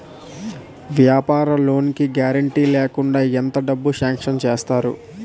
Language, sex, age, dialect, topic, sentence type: Telugu, male, 18-24, Utterandhra, banking, question